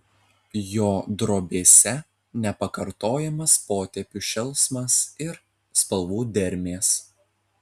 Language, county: Lithuanian, Telšiai